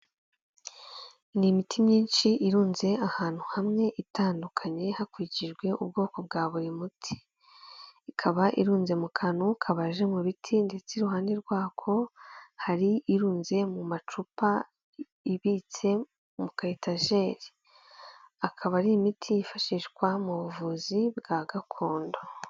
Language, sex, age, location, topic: Kinyarwanda, female, 18-24, Kigali, health